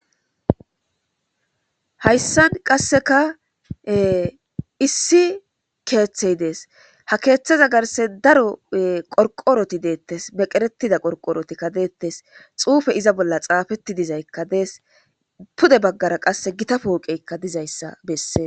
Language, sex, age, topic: Gamo, female, 25-35, government